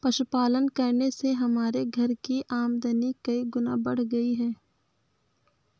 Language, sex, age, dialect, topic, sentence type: Hindi, female, 25-30, Awadhi Bundeli, agriculture, statement